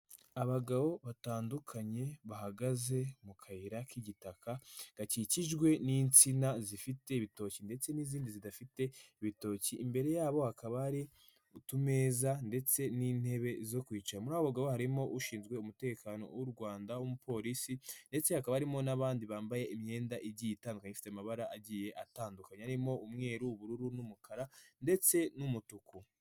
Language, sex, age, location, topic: Kinyarwanda, male, 18-24, Nyagatare, government